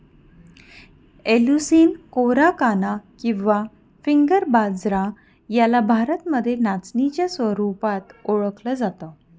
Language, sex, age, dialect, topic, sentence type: Marathi, female, 31-35, Northern Konkan, agriculture, statement